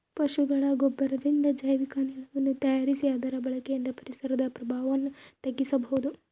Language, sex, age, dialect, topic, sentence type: Kannada, female, 18-24, Central, agriculture, statement